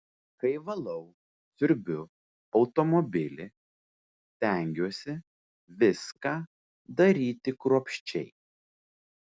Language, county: Lithuanian, Vilnius